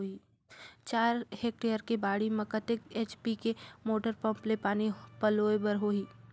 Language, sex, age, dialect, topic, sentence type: Chhattisgarhi, female, 18-24, Northern/Bhandar, agriculture, question